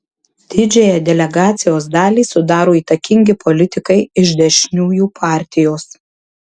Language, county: Lithuanian, Marijampolė